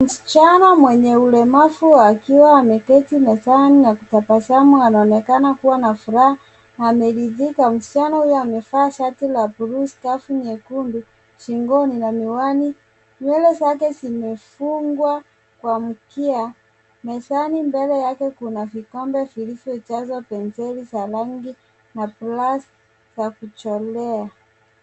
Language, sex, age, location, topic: Swahili, female, 25-35, Nairobi, education